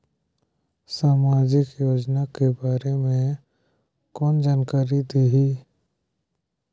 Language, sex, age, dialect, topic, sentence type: Chhattisgarhi, male, 18-24, Northern/Bhandar, banking, question